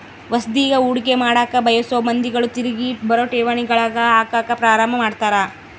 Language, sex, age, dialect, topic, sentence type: Kannada, female, 18-24, Central, banking, statement